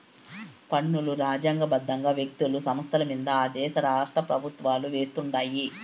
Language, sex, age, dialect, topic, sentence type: Telugu, male, 56-60, Southern, banking, statement